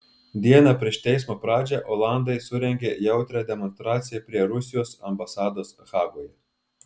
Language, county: Lithuanian, Telšiai